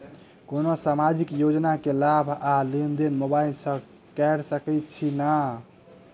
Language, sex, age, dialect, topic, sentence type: Maithili, male, 18-24, Southern/Standard, banking, question